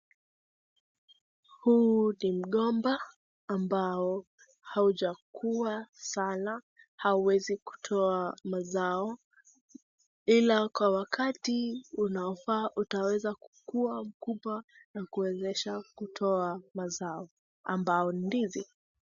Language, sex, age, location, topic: Swahili, female, 18-24, Wajir, agriculture